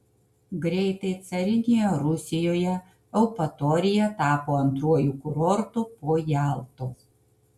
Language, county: Lithuanian, Kaunas